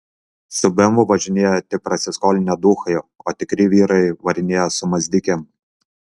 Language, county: Lithuanian, Kaunas